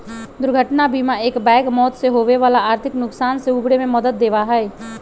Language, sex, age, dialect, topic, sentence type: Magahi, male, 51-55, Western, banking, statement